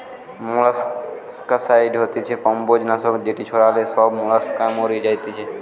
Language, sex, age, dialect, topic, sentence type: Bengali, male, 18-24, Western, agriculture, statement